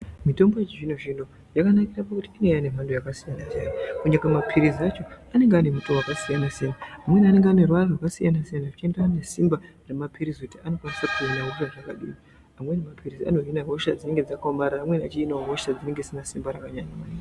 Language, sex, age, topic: Ndau, female, 18-24, health